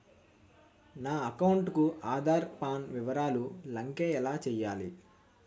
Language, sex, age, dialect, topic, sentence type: Telugu, male, 18-24, Utterandhra, banking, question